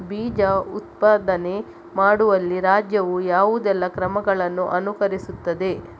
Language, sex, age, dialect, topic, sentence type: Kannada, female, 25-30, Coastal/Dakshin, agriculture, question